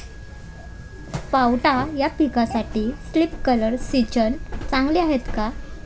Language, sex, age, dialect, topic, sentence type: Marathi, female, 18-24, Standard Marathi, agriculture, question